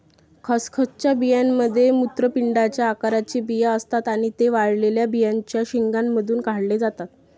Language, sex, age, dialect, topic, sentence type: Marathi, female, 18-24, Varhadi, agriculture, statement